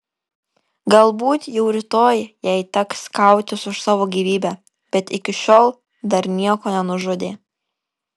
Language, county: Lithuanian, Kaunas